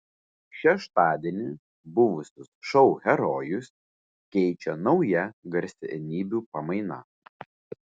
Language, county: Lithuanian, Vilnius